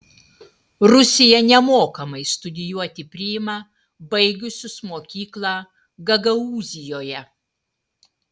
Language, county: Lithuanian, Utena